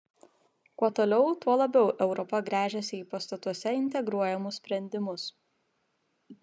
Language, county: Lithuanian, Vilnius